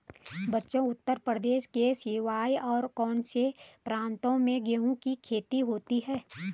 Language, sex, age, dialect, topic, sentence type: Hindi, female, 31-35, Garhwali, agriculture, statement